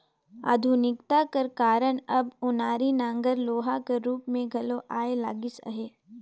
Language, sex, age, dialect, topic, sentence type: Chhattisgarhi, female, 18-24, Northern/Bhandar, agriculture, statement